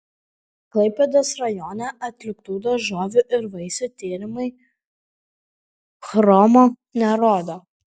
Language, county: Lithuanian, Panevėžys